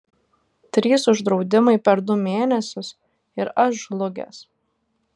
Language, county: Lithuanian, Šiauliai